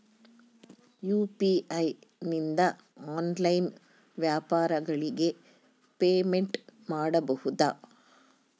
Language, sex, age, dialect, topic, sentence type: Kannada, female, 25-30, Central, banking, question